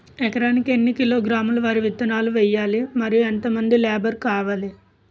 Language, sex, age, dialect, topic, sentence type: Telugu, male, 25-30, Utterandhra, agriculture, question